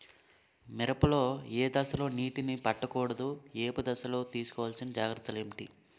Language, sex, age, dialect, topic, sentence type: Telugu, male, 18-24, Utterandhra, agriculture, question